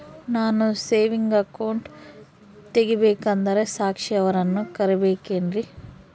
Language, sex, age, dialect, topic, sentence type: Kannada, female, 31-35, Central, banking, question